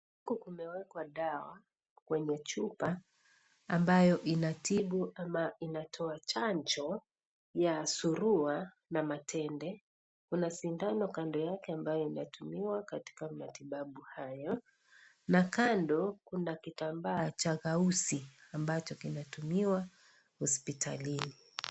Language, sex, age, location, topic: Swahili, female, 36-49, Kisii, health